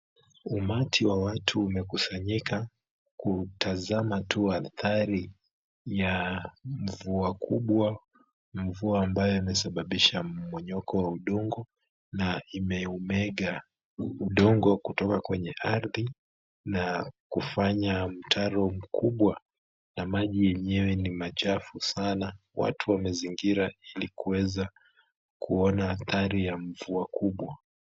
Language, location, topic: Swahili, Kisumu, health